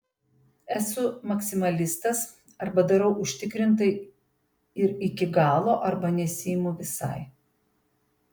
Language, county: Lithuanian, Panevėžys